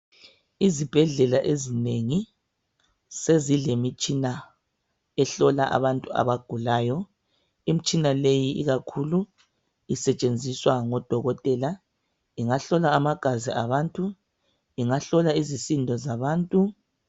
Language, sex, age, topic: North Ndebele, male, 25-35, health